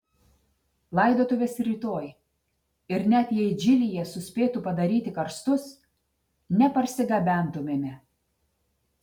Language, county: Lithuanian, Telšiai